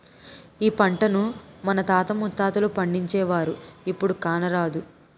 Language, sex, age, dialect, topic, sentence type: Telugu, female, 18-24, Utterandhra, agriculture, statement